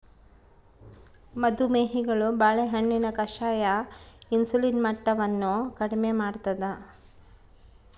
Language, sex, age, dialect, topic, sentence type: Kannada, female, 36-40, Central, agriculture, statement